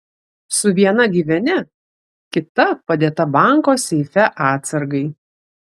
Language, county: Lithuanian, Kaunas